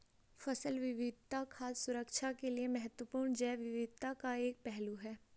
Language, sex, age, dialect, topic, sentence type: Hindi, female, 18-24, Garhwali, agriculture, statement